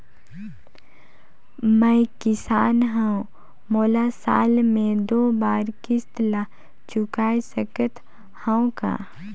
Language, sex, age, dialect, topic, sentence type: Chhattisgarhi, female, 18-24, Northern/Bhandar, banking, question